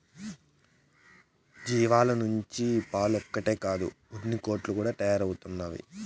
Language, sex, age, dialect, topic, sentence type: Telugu, male, 18-24, Southern, agriculture, statement